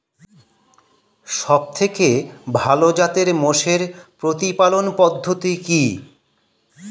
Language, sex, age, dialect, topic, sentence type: Bengali, male, 51-55, Standard Colloquial, agriculture, question